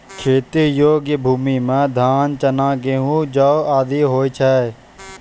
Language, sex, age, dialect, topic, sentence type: Maithili, male, 18-24, Angika, agriculture, statement